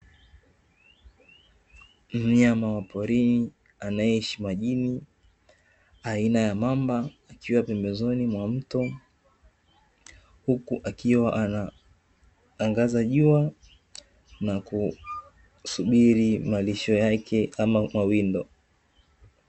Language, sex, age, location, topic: Swahili, male, 18-24, Dar es Salaam, agriculture